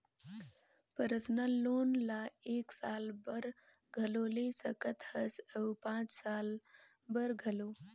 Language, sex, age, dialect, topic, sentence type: Chhattisgarhi, female, 18-24, Northern/Bhandar, banking, statement